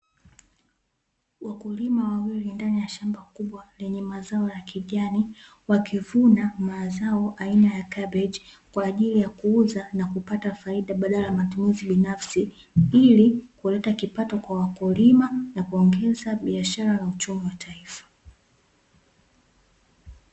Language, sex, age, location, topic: Swahili, female, 18-24, Dar es Salaam, agriculture